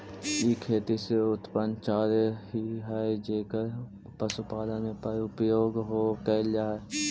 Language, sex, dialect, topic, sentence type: Magahi, male, Central/Standard, agriculture, statement